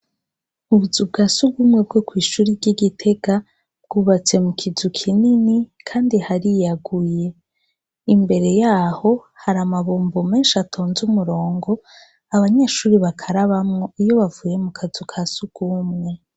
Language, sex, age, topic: Rundi, female, 25-35, education